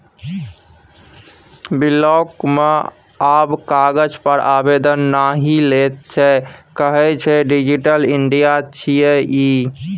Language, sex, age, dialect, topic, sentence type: Maithili, male, 18-24, Bajjika, banking, statement